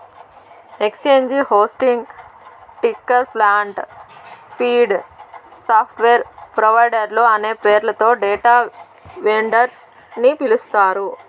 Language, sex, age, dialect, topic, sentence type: Telugu, female, 60-100, Southern, banking, statement